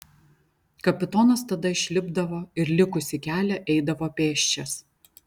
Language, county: Lithuanian, Vilnius